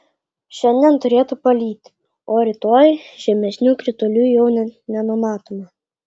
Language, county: Lithuanian, Klaipėda